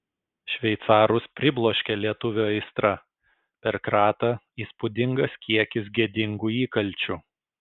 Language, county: Lithuanian, Kaunas